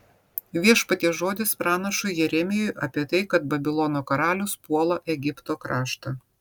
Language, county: Lithuanian, Vilnius